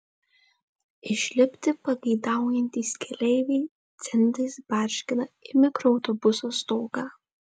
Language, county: Lithuanian, Vilnius